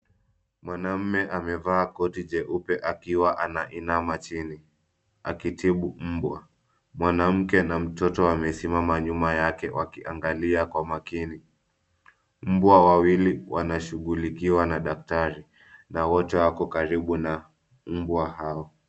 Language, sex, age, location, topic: Swahili, male, 25-35, Nairobi, agriculture